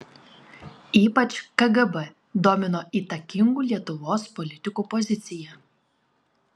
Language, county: Lithuanian, Klaipėda